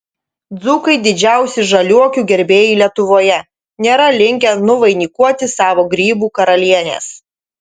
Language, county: Lithuanian, Utena